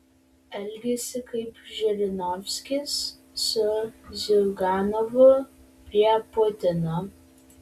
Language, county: Lithuanian, Vilnius